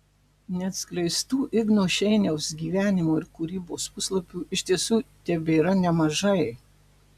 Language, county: Lithuanian, Marijampolė